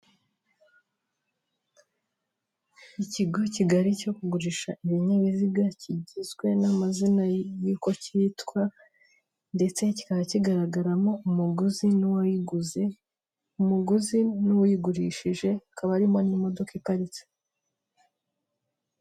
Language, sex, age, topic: Kinyarwanda, female, 50+, finance